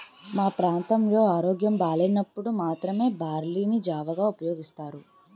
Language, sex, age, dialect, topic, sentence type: Telugu, female, 18-24, Utterandhra, agriculture, statement